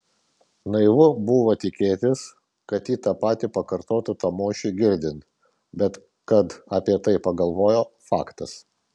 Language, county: Lithuanian, Vilnius